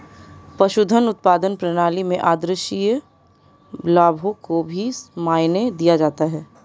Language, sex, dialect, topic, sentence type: Hindi, female, Marwari Dhudhari, agriculture, statement